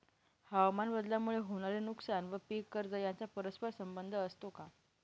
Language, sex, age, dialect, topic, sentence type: Marathi, male, 18-24, Northern Konkan, agriculture, question